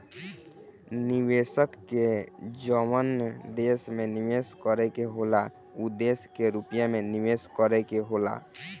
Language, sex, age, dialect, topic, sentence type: Bhojpuri, male, 18-24, Southern / Standard, banking, statement